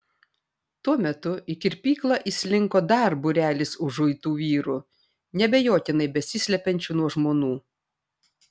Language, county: Lithuanian, Vilnius